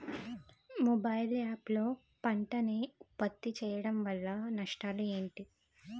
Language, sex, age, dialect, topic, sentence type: Telugu, female, 18-24, Utterandhra, agriculture, question